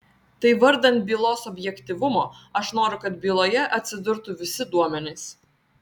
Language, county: Lithuanian, Vilnius